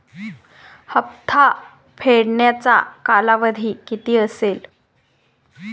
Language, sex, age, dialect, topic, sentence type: Marathi, female, 25-30, Standard Marathi, banking, question